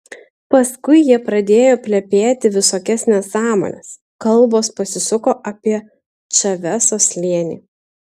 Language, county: Lithuanian, Utena